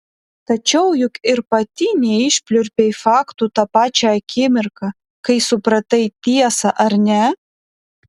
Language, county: Lithuanian, Vilnius